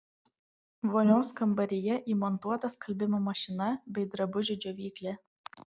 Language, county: Lithuanian, Vilnius